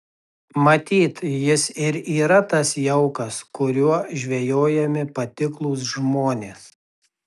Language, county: Lithuanian, Tauragė